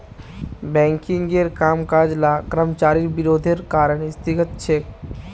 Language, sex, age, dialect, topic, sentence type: Magahi, male, 18-24, Northeastern/Surjapuri, banking, statement